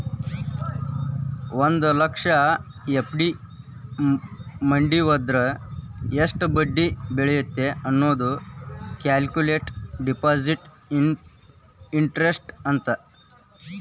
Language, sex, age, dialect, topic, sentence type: Kannada, male, 18-24, Dharwad Kannada, banking, statement